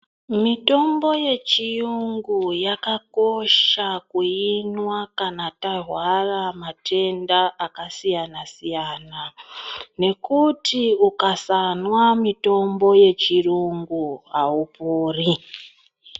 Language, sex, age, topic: Ndau, female, 36-49, health